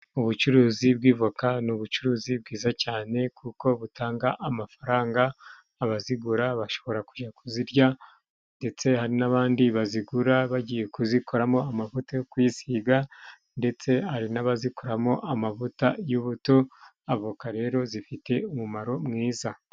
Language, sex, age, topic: Kinyarwanda, male, 36-49, finance